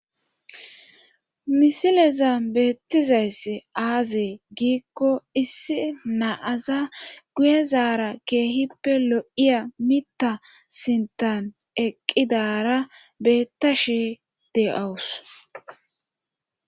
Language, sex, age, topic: Gamo, female, 25-35, government